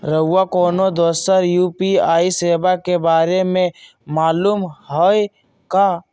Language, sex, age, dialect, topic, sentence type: Magahi, male, 18-24, Western, banking, statement